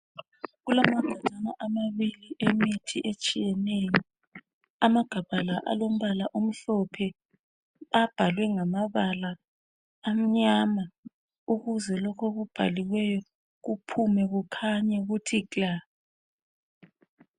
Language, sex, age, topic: North Ndebele, female, 36-49, health